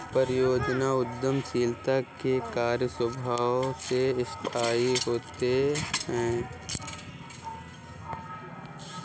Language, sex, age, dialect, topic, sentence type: Hindi, male, 18-24, Kanauji Braj Bhasha, banking, statement